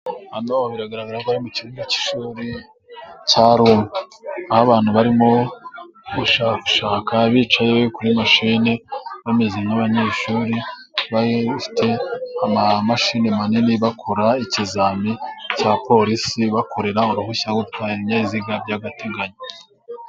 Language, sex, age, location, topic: Kinyarwanda, male, 25-35, Musanze, government